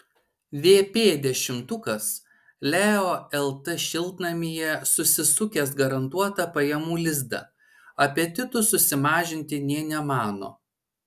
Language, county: Lithuanian, Šiauliai